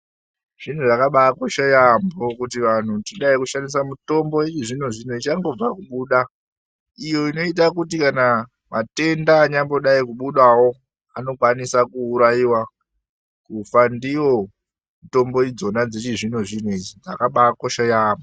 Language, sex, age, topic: Ndau, male, 18-24, health